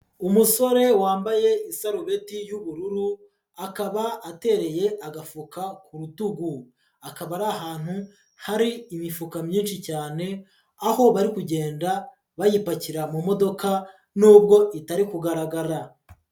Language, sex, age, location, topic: Kinyarwanda, female, 25-35, Huye, agriculture